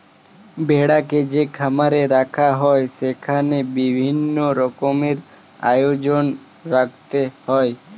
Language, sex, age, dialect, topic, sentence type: Bengali, male, 18-24, Standard Colloquial, agriculture, statement